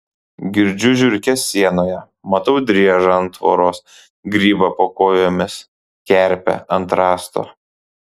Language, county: Lithuanian, Panevėžys